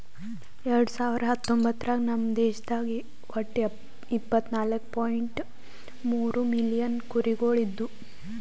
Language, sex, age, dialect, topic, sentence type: Kannada, female, 18-24, Northeastern, agriculture, statement